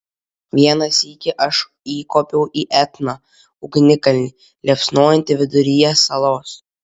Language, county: Lithuanian, Vilnius